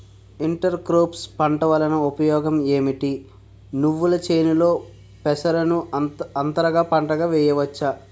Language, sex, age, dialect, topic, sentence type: Telugu, male, 46-50, Utterandhra, agriculture, question